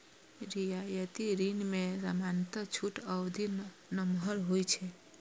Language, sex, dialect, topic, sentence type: Maithili, female, Eastern / Thethi, banking, statement